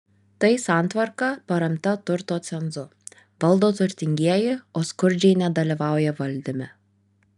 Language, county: Lithuanian, Vilnius